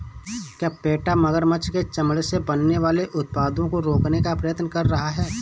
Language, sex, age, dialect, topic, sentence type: Hindi, male, 31-35, Awadhi Bundeli, agriculture, statement